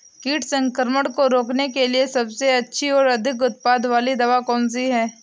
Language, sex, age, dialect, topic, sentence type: Hindi, female, 18-24, Awadhi Bundeli, agriculture, question